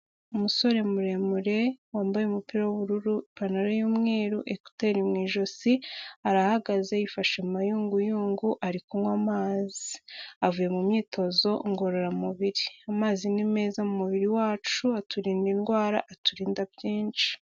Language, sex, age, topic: Kinyarwanda, female, 18-24, health